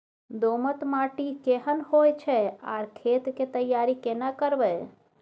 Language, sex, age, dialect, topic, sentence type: Maithili, female, 25-30, Bajjika, agriculture, question